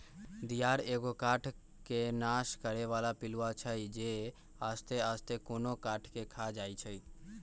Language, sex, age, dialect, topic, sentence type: Magahi, male, 41-45, Western, agriculture, statement